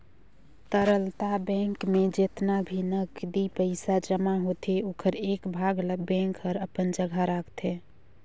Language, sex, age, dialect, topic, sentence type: Chhattisgarhi, female, 25-30, Northern/Bhandar, banking, statement